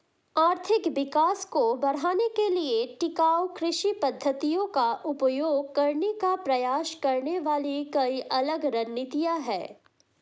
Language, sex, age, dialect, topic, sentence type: Hindi, female, 18-24, Hindustani Malvi Khadi Boli, agriculture, statement